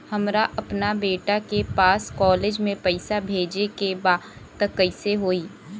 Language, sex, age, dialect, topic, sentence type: Bhojpuri, female, 18-24, Southern / Standard, banking, question